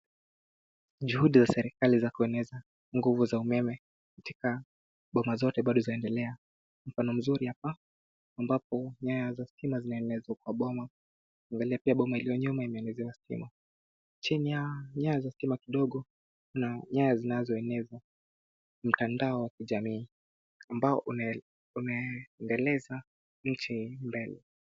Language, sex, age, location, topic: Swahili, male, 18-24, Nairobi, government